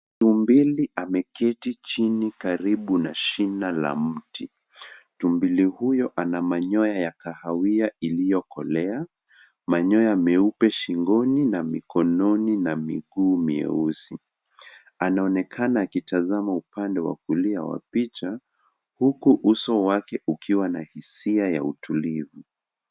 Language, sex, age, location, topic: Swahili, male, 25-35, Nairobi, government